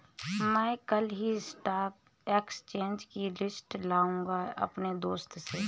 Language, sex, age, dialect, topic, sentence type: Hindi, female, 31-35, Marwari Dhudhari, banking, statement